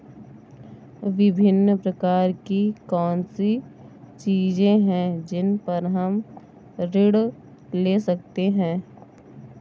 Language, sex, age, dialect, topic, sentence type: Hindi, female, 18-24, Awadhi Bundeli, banking, question